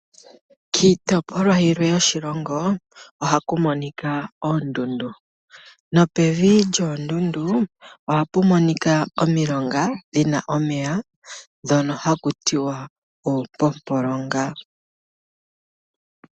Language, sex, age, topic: Oshiwambo, male, 36-49, agriculture